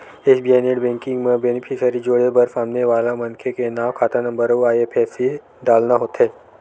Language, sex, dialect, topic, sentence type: Chhattisgarhi, male, Western/Budati/Khatahi, banking, statement